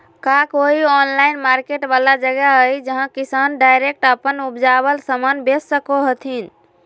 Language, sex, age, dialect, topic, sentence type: Magahi, female, 18-24, Southern, agriculture, statement